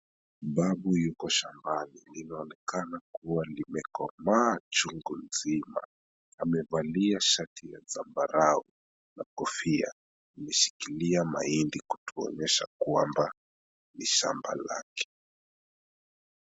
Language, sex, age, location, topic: Swahili, male, 25-35, Kisumu, agriculture